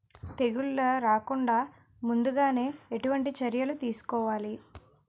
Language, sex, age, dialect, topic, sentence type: Telugu, female, 18-24, Utterandhra, agriculture, question